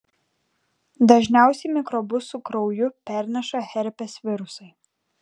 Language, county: Lithuanian, Klaipėda